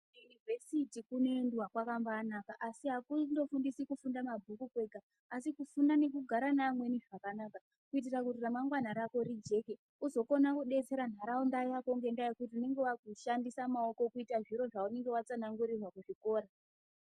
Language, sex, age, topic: Ndau, female, 18-24, education